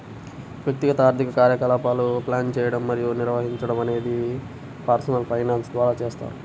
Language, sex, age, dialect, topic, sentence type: Telugu, male, 18-24, Central/Coastal, banking, statement